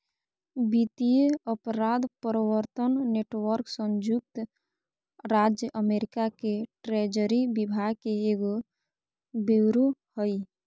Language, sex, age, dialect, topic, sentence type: Magahi, female, 36-40, Southern, banking, statement